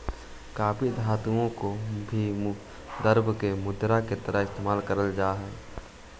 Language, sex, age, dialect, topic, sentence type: Magahi, male, 18-24, Central/Standard, banking, statement